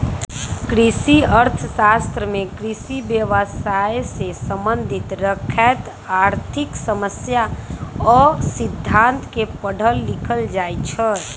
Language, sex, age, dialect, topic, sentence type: Magahi, female, 25-30, Western, agriculture, statement